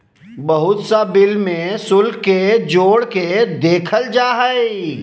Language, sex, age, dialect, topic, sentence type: Magahi, male, 36-40, Southern, banking, statement